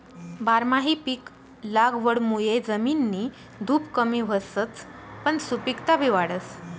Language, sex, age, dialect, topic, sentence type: Marathi, female, 18-24, Northern Konkan, agriculture, statement